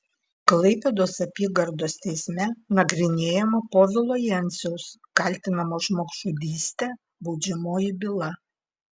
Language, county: Lithuanian, Klaipėda